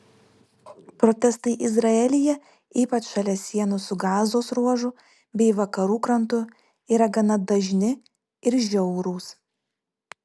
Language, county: Lithuanian, Vilnius